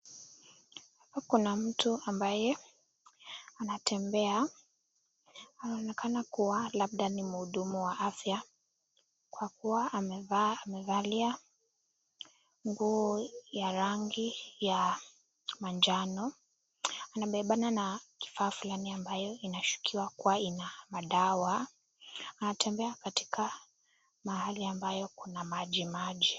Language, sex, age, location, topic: Swahili, female, 18-24, Nakuru, health